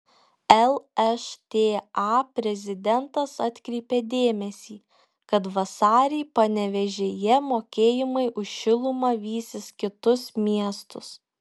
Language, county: Lithuanian, Šiauliai